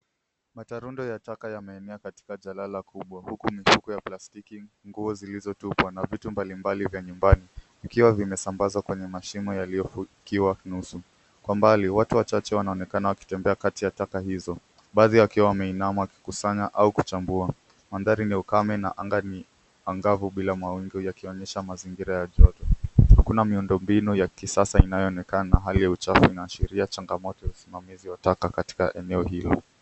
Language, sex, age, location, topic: Swahili, male, 18-24, Nairobi, government